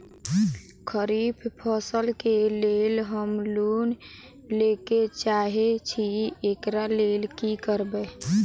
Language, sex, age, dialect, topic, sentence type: Maithili, female, 18-24, Southern/Standard, agriculture, question